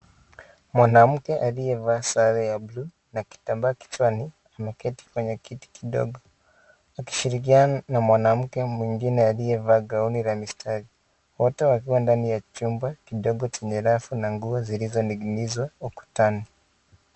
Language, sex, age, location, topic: Swahili, male, 25-35, Kisii, health